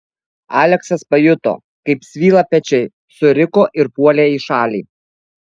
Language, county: Lithuanian, Alytus